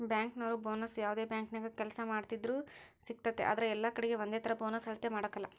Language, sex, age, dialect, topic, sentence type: Kannada, male, 60-100, Central, banking, statement